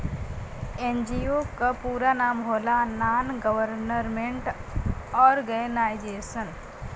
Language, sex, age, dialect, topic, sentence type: Bhojpuri, female, <18, Western, banking, statement